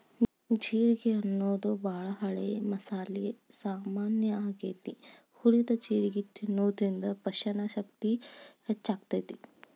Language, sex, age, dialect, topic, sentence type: Kannada, female, 18-24, Dharwad Kannada, agriculture, statement